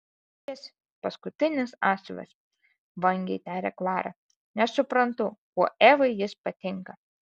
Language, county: Lithuanian, Alytus